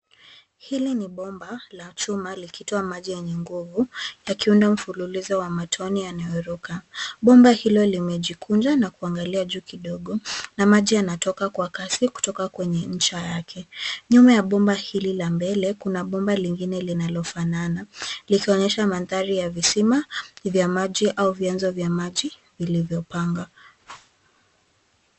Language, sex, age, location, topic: Swahili, female, 25-35, Nairobi, government